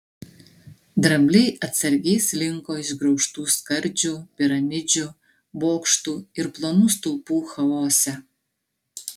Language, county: Lithuanian, Klaipėda